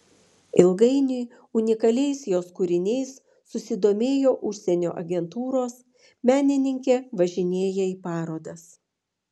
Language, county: Lithuanian, Vilnius